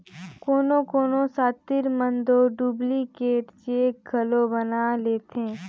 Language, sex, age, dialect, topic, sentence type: Chhattisgarhi, female, 25-30, Northern/Bhandar, banking, statement